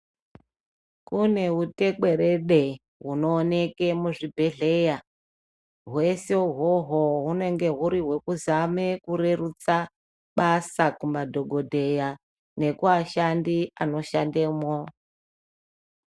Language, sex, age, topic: Ndau, male, 50+, health